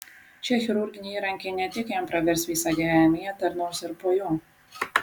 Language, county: Lithuanian, Vilnius